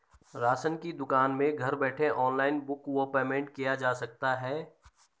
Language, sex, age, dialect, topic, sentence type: Hindi, male, 18-24, Garhwali, banking, question